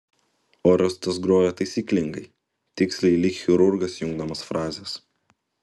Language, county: Lithuanian, Utena